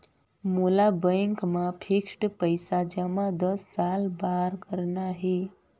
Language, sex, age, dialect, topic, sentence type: Chhattisgarhi, female, 31-35, Northern/Bhandar, banking, question